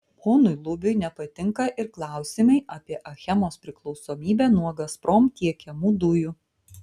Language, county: Lithuanian, Vilnius